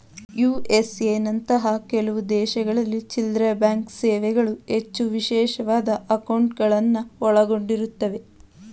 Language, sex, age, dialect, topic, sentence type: Kannada, female, 18-24, Mysore Kannada, banking, statement